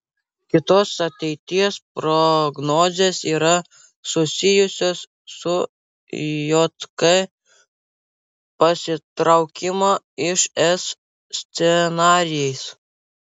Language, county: Lithuanian, Vilnius